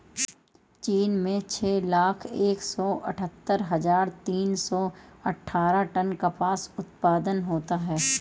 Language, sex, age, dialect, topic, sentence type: Hindi, female, 31-35, Marwari Dhudhari, agriculture, statement